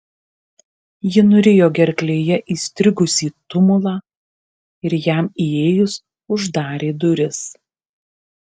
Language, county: Lithuanian, Kaunas